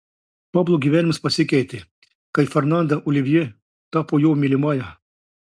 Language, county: Lithuanian, Klaipėda